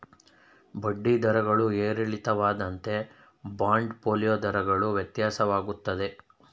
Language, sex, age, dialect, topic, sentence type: Kannada, male, 31-35, Mysore Kannada, banking, statement